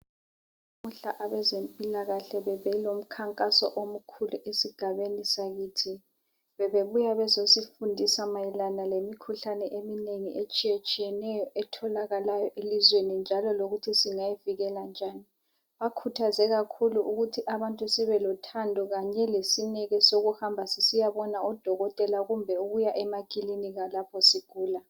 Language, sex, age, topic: North Ndebele, female, 50+, health